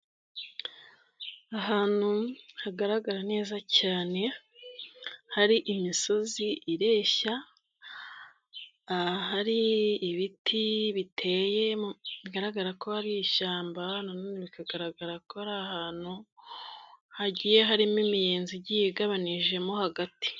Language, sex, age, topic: Kinyarwanda, female, 25-35, agriculture